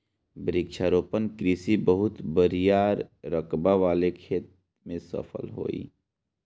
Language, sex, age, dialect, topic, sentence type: Bhojpuri, male, 18-24, Northern, agriculture, statement